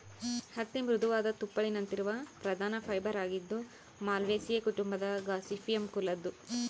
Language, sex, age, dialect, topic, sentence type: Kannada, female, 25-30, Central, agriculture, statement